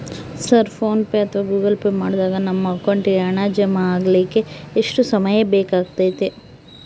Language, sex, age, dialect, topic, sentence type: Kannada, female, 31-35, Central, banking, question